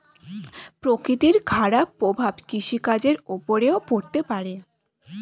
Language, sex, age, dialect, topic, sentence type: Bengali, female, 18-24, Standard Colloquial, agriculture, statement